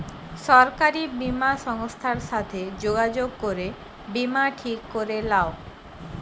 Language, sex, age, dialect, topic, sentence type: Bengali, female, 25-30, Western, banking, statement